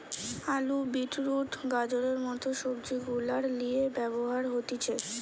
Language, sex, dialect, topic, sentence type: Bengali, female, Western, agriculture, statement